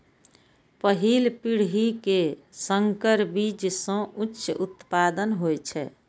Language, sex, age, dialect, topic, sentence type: Maithili, female, 41-45, Eastern / Thethi, agriculture, statement